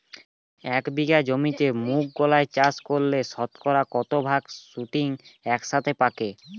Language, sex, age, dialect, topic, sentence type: Bengali, male, 18-24, Standard Colloquial, agriculture, question